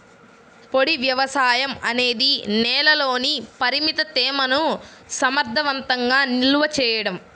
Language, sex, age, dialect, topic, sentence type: Telugu, female, 31-35, Central/Coastal, agriculture, statement